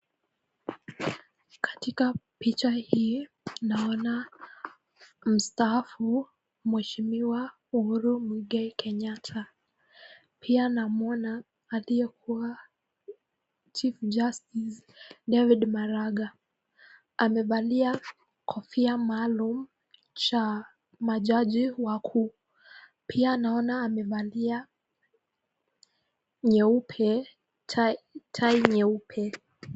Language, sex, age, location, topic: Swahili, female, 18-24, Nakuru, government